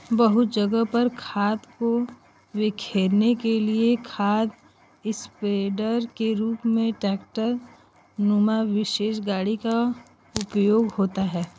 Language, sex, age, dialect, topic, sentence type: Hindi, male, 18-24, Hindustani Malvi Khadi Boli, agriculture, statement